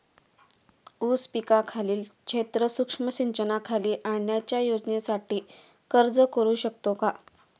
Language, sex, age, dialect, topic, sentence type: Marathi, female, 25-30, Standard Marathi, agriculture, question